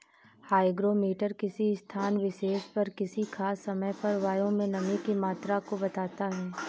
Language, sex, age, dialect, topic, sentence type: Hindi, female, 18-24, Awadhi Bundeli, agriculture, statement